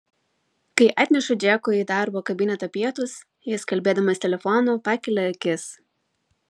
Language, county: Lithuanian, Vilnius